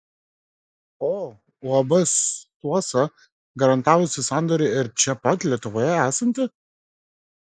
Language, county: Lithuanian, Marijampolė